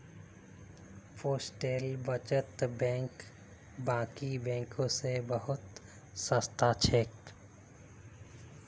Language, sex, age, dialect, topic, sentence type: Magahi, male, 25-30, Northeastern/Surjapuri, banking, statement